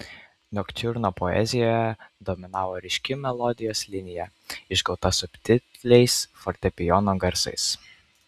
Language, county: Lithuanian, Kaunas